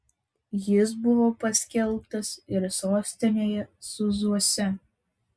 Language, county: Lithuanian, Vilnius